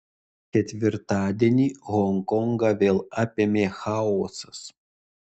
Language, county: Lithuanian, Kaunas